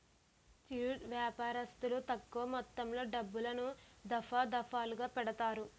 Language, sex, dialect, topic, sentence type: Telugu, female, Utterandhra, banking, statement